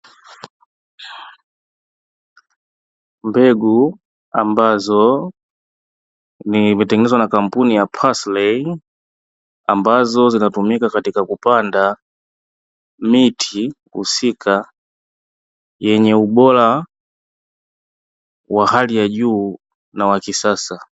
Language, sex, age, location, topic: Swahili, male, 18-24, Dar es Salaam, agriculture